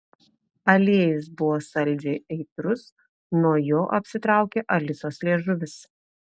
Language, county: Lithuanian, Telšiai